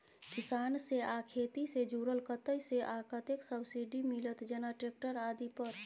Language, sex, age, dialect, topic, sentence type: Maithili, female, 31-35, Bajjika, agriculture, question